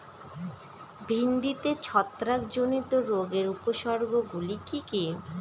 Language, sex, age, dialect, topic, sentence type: Bengali, female, 18-24, Northern/Varendri, agriculture, question